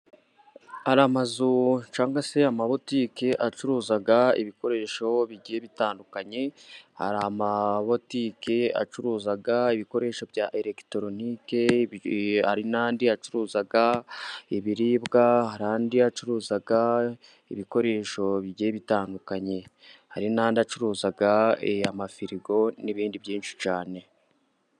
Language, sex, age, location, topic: Kinyarwanda, male, 18-24, Musanze, finance